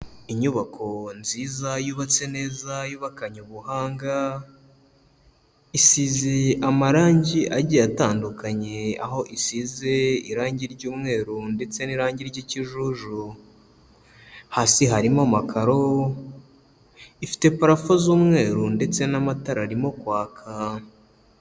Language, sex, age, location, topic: Kinyarwanda, male, 25-35, Kigali, health